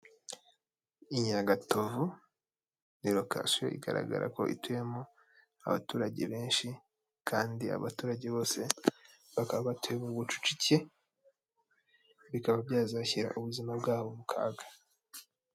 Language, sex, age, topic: Kinyarwanda, male, 18-24, government